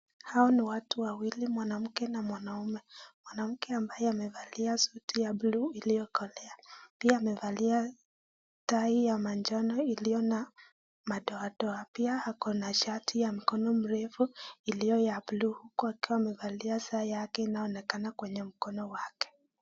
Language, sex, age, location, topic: Swahili, female, 25-35, Nakuru, government